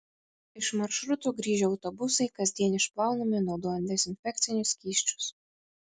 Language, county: Lithuanian, Kaunas